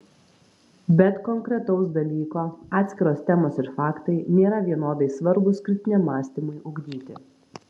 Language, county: Lithuanian, Vilnius